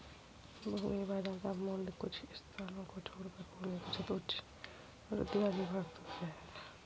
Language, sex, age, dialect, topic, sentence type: Hindi, female, 18-24, Kanauji Braj Bhasha, agriculture, statement